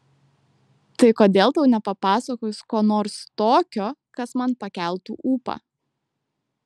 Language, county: Lithuanian, Kaunas